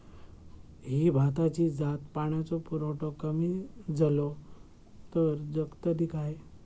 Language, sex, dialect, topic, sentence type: Marathi, male, Southern Konkan, agriculture, question